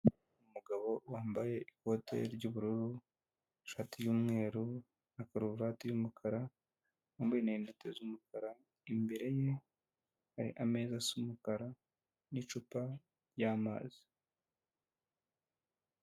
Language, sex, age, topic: Kinyarwanda, male, 18-24, government